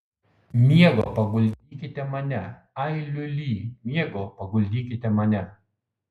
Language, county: Lithuanian, Kaunas